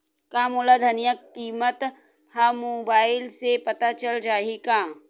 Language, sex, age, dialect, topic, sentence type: Chhattisgarhi, female, 51-55, Western/Budati/Khatahi, agriculture, question